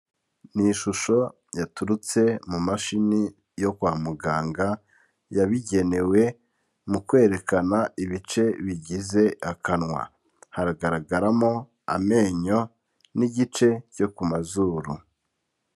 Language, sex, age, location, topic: Kinyarwanda, male, 25-35, Kigali, health